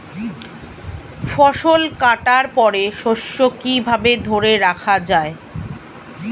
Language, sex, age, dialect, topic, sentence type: Bengali, female, 36-40, Standard Colloquial, agriculture, statement